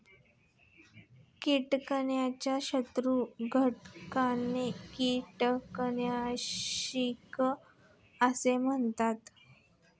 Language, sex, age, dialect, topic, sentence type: Marathi, female, 25-30, Standard Marathi, agriculture, statement